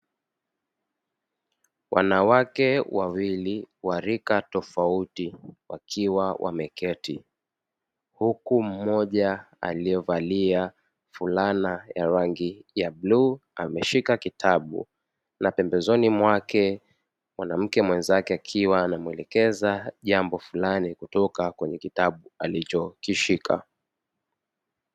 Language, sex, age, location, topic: Swahili, male, 18-24, Dar es Salaam, education